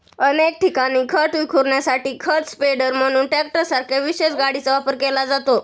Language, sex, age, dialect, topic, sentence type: Marathi, male, 18-24, Standard Marathi, agriculture, statement